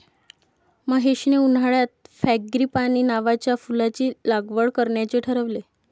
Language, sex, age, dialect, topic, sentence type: Marathi, female, 18-24, Varhadi, agriculture, statement